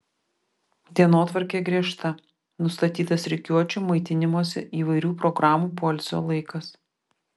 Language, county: Lithuanian, Vilnius